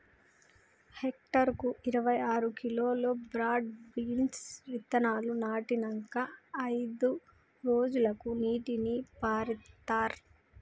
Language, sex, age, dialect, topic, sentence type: Telugu, female, 18-24, Telangana, agriculture, statement